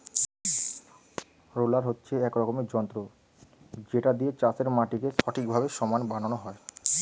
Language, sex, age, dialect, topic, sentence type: Bengali, male, 25-30, Standard Colloquial, agriculture, statement